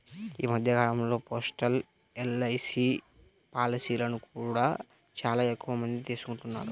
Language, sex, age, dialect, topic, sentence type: Telugu, male, 60-100, Central/Coastal, banking, statement